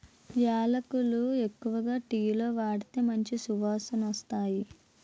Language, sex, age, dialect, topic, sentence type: Telugu, female, 18-24, Utterandhra, agriculture, statement